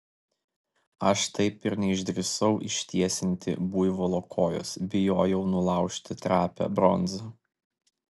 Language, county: Lithuanian, Vilnius